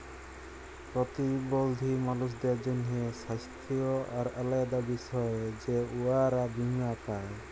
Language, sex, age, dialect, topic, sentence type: Bengali, male, 31-35, Jharkhandi, banking, statement